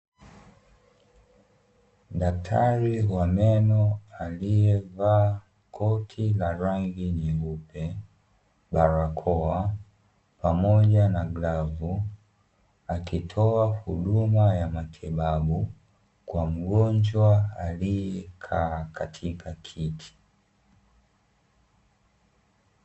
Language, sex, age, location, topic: Swahili, male, 25-35, Dar es Salaam, health